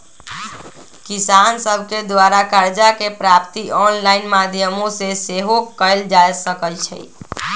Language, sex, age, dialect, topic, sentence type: Magahi, female, 18-24, Western, agriculture, statement